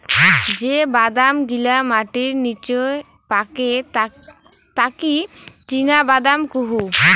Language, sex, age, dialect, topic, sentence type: Bengali, female, <18, Rajbangshi, agriculture, statement